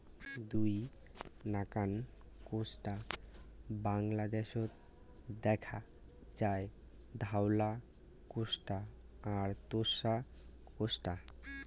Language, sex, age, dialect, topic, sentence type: Bengali, male, 18-24, Rajbangshi, agriculture, statement